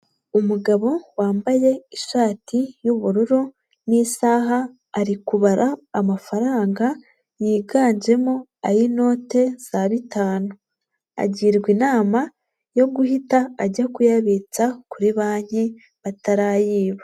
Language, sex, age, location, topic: Kinyarwanda, female, 18-24, Huye, finance